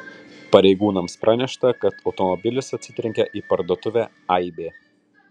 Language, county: Lithuanian, Kaunas